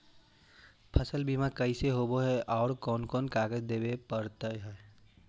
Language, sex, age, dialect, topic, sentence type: Magahi, male, 18-24, Central/Standard, agriculture, question